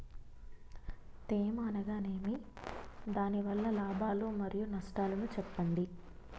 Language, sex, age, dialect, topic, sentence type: Telugu, female, 25-30, Utterandhra, agriculture, question